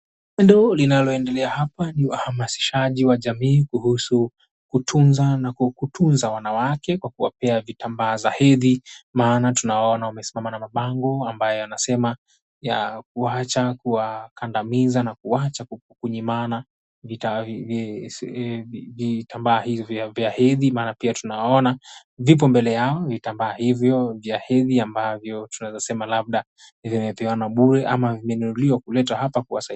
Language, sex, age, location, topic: Swahili, male, 18-24, Mombasa, health